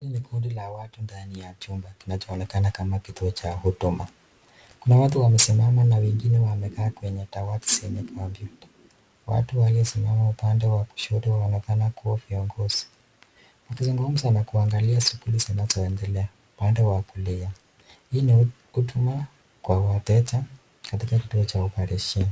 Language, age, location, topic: Swahili, 36-49, Nakuru, government